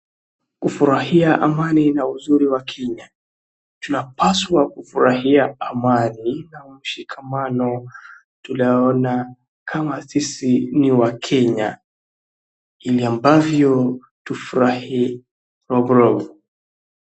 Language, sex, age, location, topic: Swahili, male, 18-24, Wajir, government